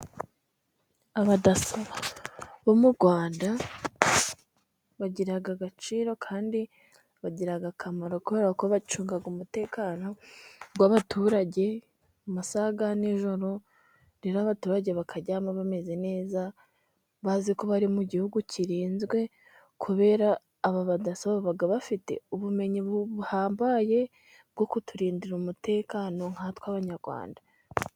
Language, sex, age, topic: Kinyarwanda, female, 18-24, government